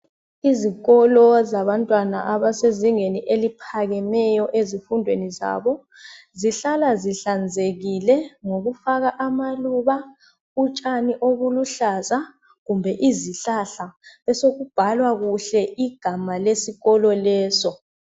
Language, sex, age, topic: North Ndebele, male, 25-35, education